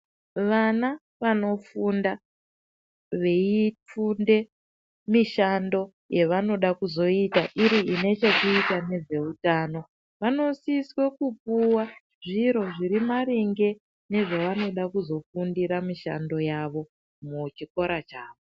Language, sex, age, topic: Ndau, female, 50+, education